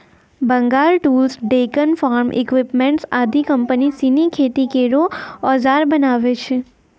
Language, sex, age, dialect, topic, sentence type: Maithili, female, 56-60, Angika, agriculture, statement